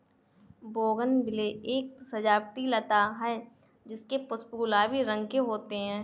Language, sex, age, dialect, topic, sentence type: Hindi, female, 18-24, Kanauji Braj Bhasha, agriculture, statement